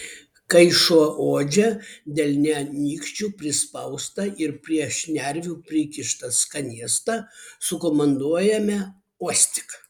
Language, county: Lithuanian, Vilnius